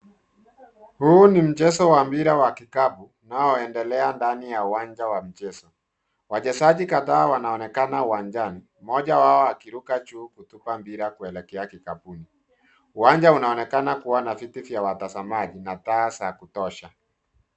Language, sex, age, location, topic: Swahili, male, 50+, Nairobi, education